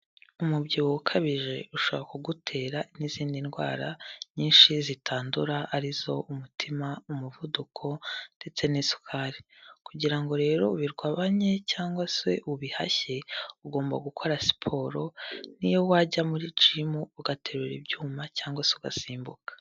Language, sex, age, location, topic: Kinyarwanda, female, 18-24, Kigali, health